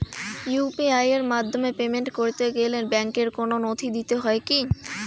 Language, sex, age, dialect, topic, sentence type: Bengali, female, 18-24, Rajbangshi, banking, question